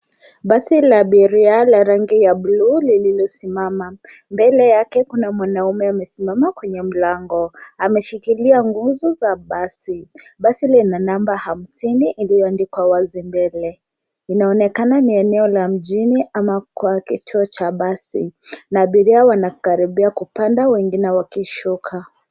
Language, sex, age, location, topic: Swahili, female, 18-24, Nairobi, government